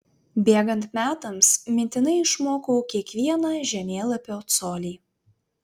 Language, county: Lithuanian, Vilnius